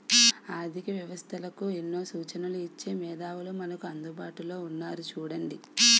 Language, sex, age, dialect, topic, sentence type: Telugu, female, 18-24, Utterandhra, banking, statement